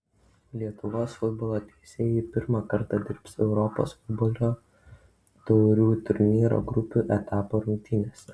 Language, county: Lithuanian, Utena